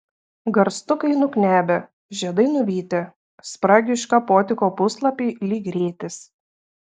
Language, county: Lithuanian, Šiauliai